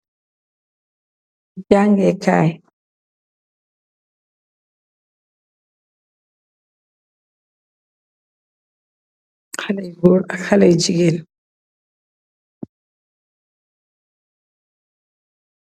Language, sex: Wolof, female